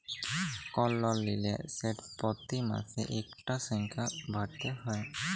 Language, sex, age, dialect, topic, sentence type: Bengali, male, 18-24, Jharkhandi, banking, statement